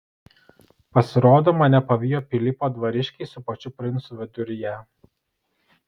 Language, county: Lithuanian, Kaunas